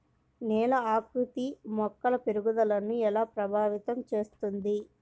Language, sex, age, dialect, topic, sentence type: Telugu, male, 25-30, Central/Coastal, agriculture, statement